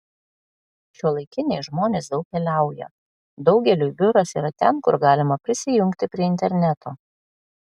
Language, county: Lithuanian, Klaipėda